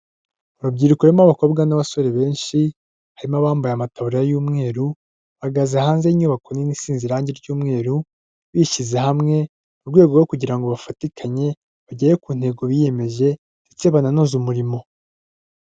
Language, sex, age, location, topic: Kinyarwanda, male, 25-35, Kigali, health